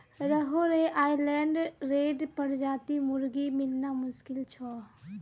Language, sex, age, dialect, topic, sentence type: Magahi, female, 18-24, Northeastern/Surjapuri, agriculture, statement